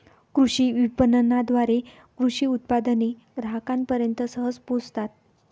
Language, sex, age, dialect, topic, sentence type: Marathi, female, 25-30, Varhadi, agriculture, statement